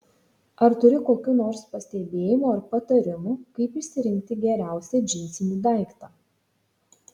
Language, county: Lithuanian, Šiauliai